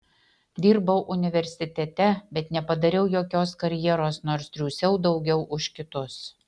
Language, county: Lithuanian, Utena